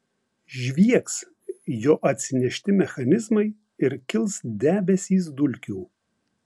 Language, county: Lithuanian, Vilnius